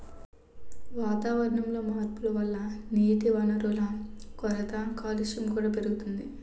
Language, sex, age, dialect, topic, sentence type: Telugu, female, 18-24, Utterandhra, agriculture, statement